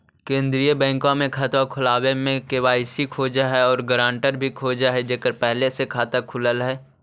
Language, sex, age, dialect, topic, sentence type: Magahi, male, 51-55, Central/Standard, banking, question